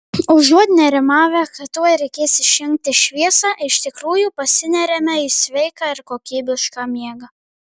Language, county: Lithuanian, Marijampolė